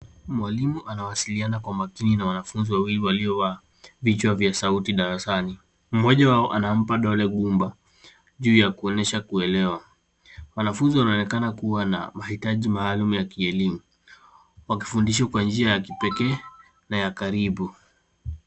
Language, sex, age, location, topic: Swahili, female, 50+, Nairobi, education